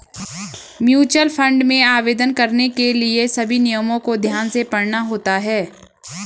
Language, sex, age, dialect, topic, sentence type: Hindi, female, 25-30, Garhwali, banking, statement